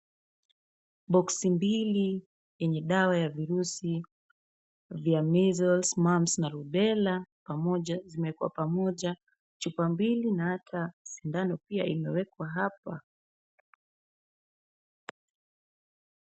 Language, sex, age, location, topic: Swahili, female, 18-24, Kisumu, health